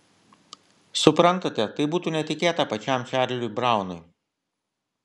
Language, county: Lithuanian, Vilnius